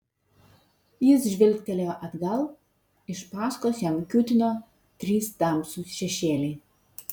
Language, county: Lithuanian, Vilnius